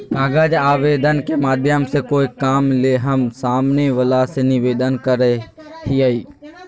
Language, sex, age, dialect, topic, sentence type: Magahi, male, 18-24, Southern, agriculture, statement